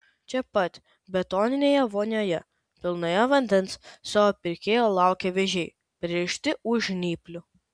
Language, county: Lithuanian, Kaunas